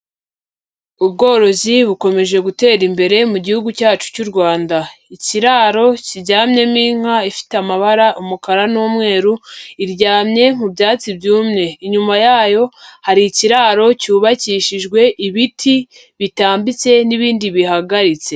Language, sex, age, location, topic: Kinyarwanda, female, 18-24, Huye, agriculture